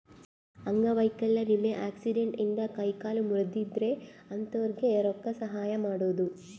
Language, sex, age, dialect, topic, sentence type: Kannada, female, 31-35, Central, banking, statement